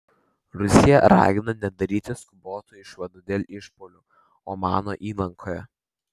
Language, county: Lithuanian, Vilnius